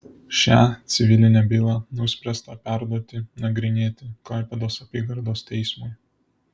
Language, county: Lithuanian, Vilnius